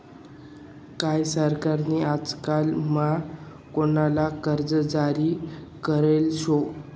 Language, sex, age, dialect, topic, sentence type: Marathi, male, 18-24, Northern Konkan, banking, statement